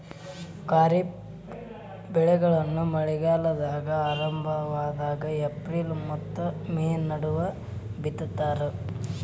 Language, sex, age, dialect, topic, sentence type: Kannada, male, 18-24, Dharwad Kannada, agriculture, statement